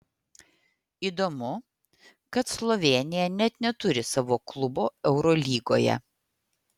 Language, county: Lithuanian, Vilnius